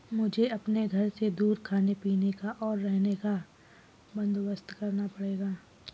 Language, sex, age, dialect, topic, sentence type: Hindi, female, 18-24, Kanauji Braj Bhasha, banking, statement